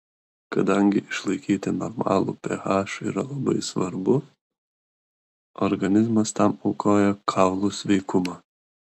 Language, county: Lithuanian, Kaunas